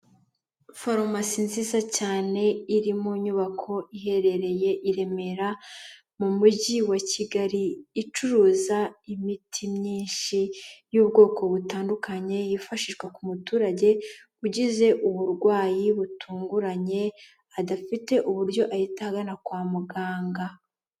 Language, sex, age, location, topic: Kinyarwanda, female, 18-24, Kigali, health